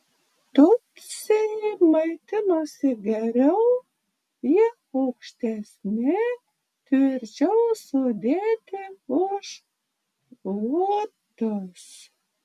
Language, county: Lithuanian, Panevėžys